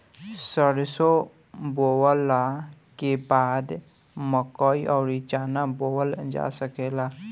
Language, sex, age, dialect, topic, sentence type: Bhojpuri, male, <18, Southern / Standard, agriculture, statement